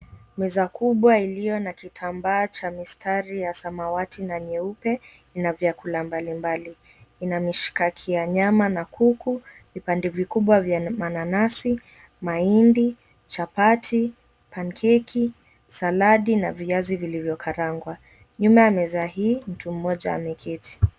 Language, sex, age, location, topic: Swahili, female, 18-24, Mombasa, agriculture